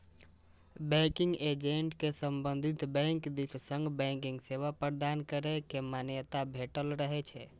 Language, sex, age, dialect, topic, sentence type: Maithili, male, 18-24, Eastern / Thethi, banking, statement